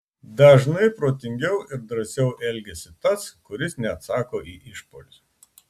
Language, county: Lithuanian, Klaipėda